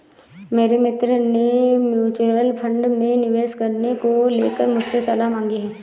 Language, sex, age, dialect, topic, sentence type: Hindi, female, 18-24, Awadhi Bundeli, banking, statement